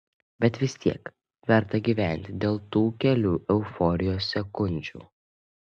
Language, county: Lithuanian, Panevėžys